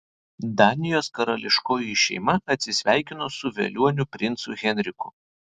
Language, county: Lithuanian, Vilnius